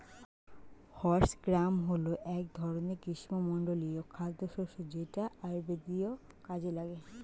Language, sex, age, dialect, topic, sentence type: Bengali, female, 25-30, Standard Colloquial, agriculture, statement